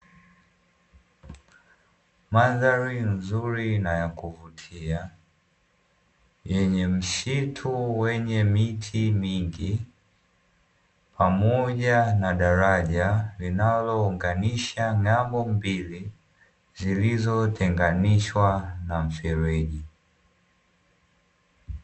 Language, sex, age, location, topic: Swahili, male, 18-24, Dar es Salaam, agriculture